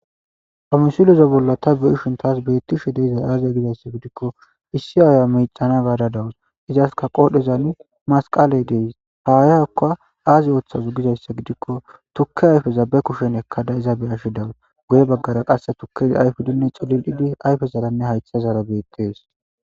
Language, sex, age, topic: Gamo, male, 25-35, agriculture